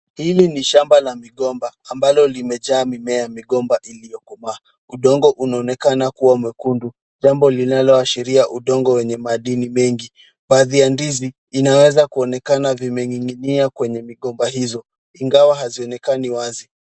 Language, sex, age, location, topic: Swahili, male, 18-24, Kisumu, agriculture